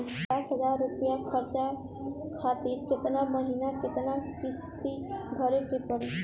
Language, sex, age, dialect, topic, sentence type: Bhojpuri, female, 18-24, Southern / Standard, banking, question